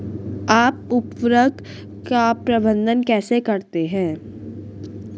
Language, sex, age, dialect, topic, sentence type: Hindi, female, 36-40, Hindustani Malvi Khadi Boli, agriculture, question